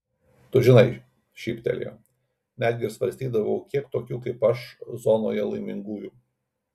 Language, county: Lithuanian, Kaunas